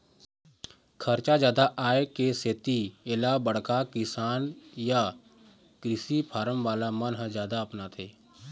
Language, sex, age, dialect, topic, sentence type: Chhattisgarhi, male, 18-24, Eastern, agriculture, statement